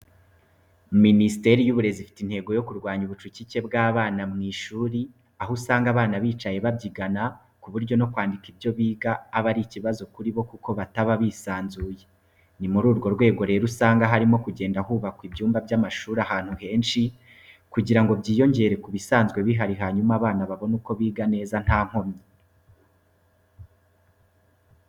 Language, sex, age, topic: Kinyarwanda, male, 25-35, education